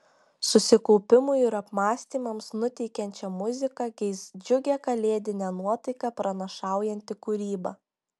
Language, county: Lithuanian, Šiauliai